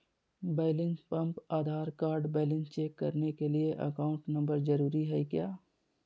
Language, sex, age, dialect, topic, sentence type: Magahi, male, 36-40, Southern, banking, question